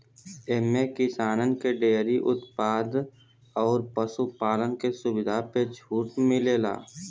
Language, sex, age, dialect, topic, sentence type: Bhojpuri, male, 18-24, Western, agriculture, statement